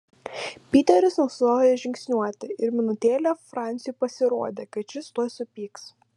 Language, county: Lithuanian, Panevėžys